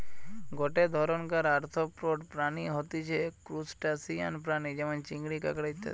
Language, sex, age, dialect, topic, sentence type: Bengali, male, 25-30, Western, agriculture, statement